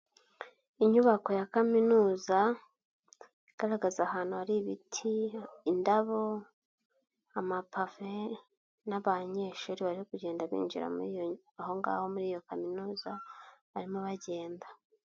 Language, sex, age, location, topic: Kinyarwanda, male, 25-35, Nyagatare, education